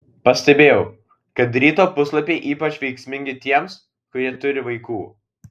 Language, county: Lithuanian, Vilnius